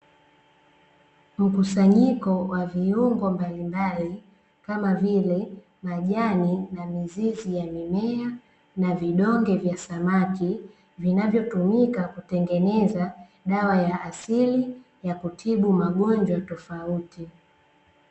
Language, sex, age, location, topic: Swahili, female, 25-35, Dar es Salaam, health